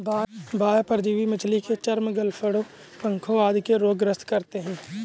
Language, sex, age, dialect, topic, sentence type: Hindi, male, 18-24, Awadhi Bundeli, agriculture, statement